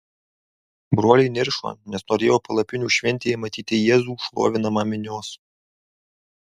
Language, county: Lithuanian, Alytus